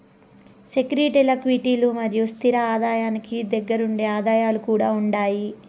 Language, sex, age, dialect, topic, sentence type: Telugu, male, 31-35, Southern, banking, statement